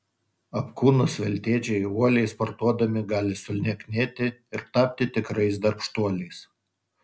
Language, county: Lithuanian, Utena